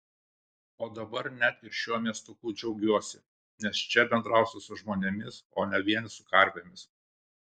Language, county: Lithuanian, Kaunas